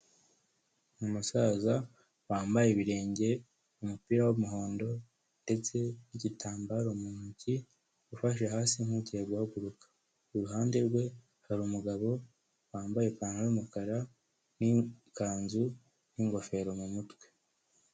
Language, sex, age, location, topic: Kinyarwanda, male, 18-24, Kigali, health